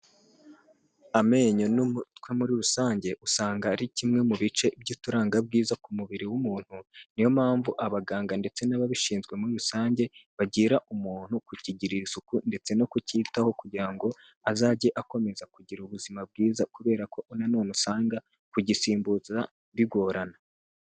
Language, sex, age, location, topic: Kinyarwanda, male, 18-24, Kigali, health